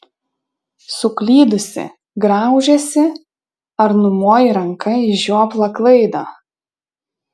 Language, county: Lithuanian, Šiauliai